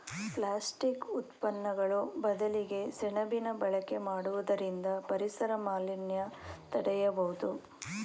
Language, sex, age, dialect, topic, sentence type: Kannada, female, 51-55, Mysore Kannada, agriculture, statement